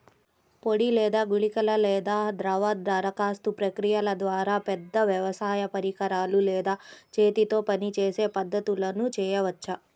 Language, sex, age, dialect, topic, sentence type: Telugu, female, 31-35, Central/Coastal, agriculture, question